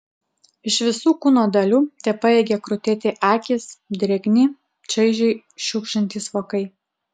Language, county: Lithuanian, Utena